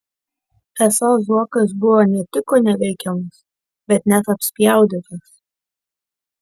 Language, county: Lithuanian, Kaunas